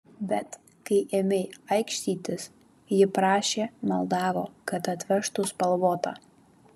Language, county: Lithuanian, Kaunas